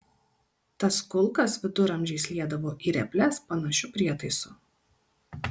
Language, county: Lithuanian, Kaunas